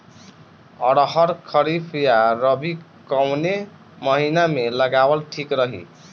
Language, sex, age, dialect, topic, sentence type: Bhojpuri, male, 60-100, Northern, agriculture, question